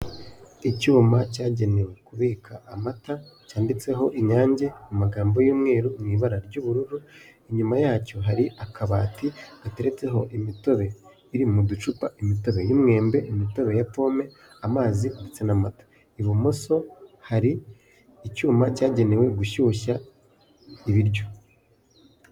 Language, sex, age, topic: Kinyarwanda, male, 18-24, finance